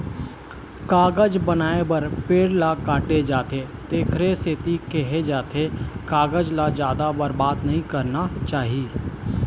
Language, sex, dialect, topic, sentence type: Chhattisgarhi, male, Eastern, agriculture, statement